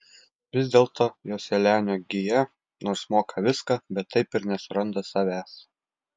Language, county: Lithuanian, Klaipėda